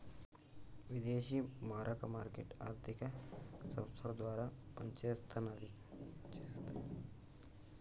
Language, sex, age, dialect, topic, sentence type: Telugu, male, 18-24, Telangana, banking, statement